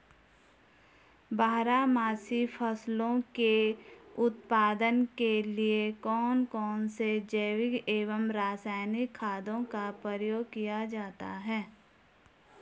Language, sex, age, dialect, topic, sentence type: Hindi, female, 36-40, Garhwali, agriculture, question